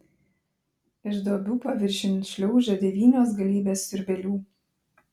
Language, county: Lithuanian, Klaipėda